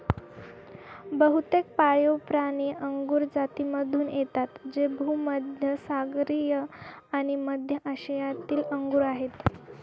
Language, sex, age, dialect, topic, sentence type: Marathi, female, 18-24, Northern Konkan, agriculture, statement